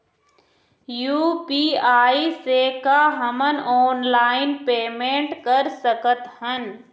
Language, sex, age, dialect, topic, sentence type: Chhattisgarhi, female, 25-30, Eastern, banking, question